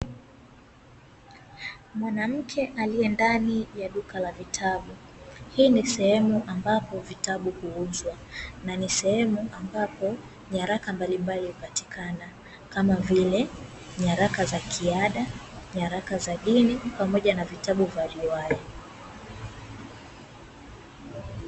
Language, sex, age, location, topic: Swahili, female, 18-24, Dar es Salaam, education